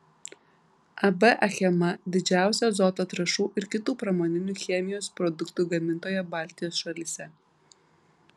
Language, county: Lithuanian, Vilnius